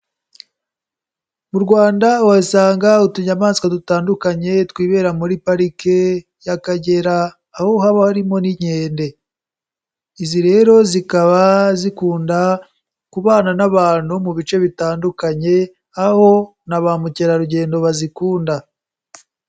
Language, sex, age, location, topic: Kinyarwanda, male, 18-24, Kigali, agriculture